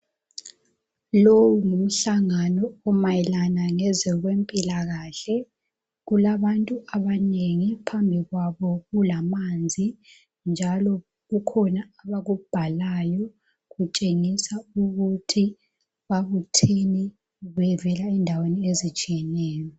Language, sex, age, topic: North Ndebele, female, 18-24, health